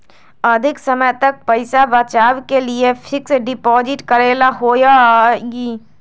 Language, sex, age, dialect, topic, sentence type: Magahi, female, 25-30, Western, banking, question